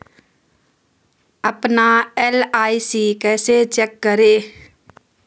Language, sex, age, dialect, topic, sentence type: Hindi, female, 25-30, Hindustani Malvi Khadi Boli, banking, question